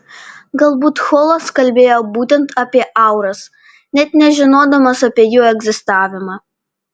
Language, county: Lithuanian, Panevėžys